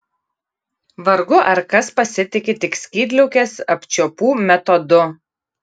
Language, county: Lithuanian, Kaunas